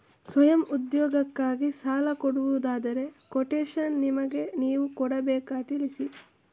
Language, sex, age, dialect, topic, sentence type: Kannada, male, 25-30, Coastal/Dakshin, banking, question